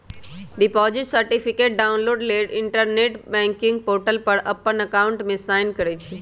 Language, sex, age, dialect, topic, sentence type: Magahi, male, 18-24, Western, banking, statement